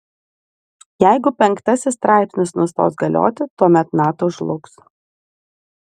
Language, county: Lithuanian, Vilnius